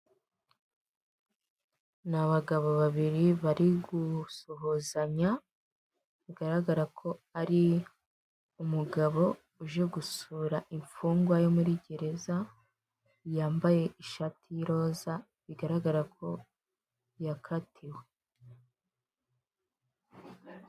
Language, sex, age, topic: Kinyarwanda, female, 18-24, government